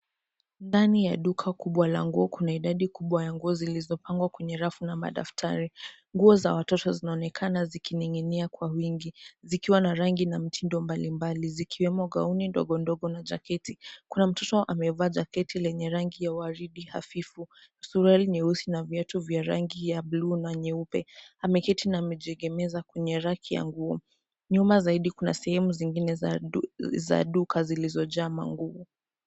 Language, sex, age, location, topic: Swahili, female, 18-24, Nairobi, finance